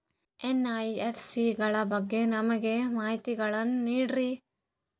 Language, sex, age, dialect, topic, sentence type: Kannada, female, 18-24, Northeastern, banking, question